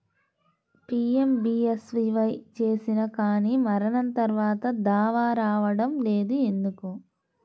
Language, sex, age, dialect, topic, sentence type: Telugu, female, 18-24, Central/Coastal, banking, question